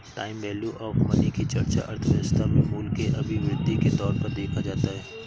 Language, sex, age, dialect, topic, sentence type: Hindi, male, 56-60, Awadhi Bundeli, banking, statement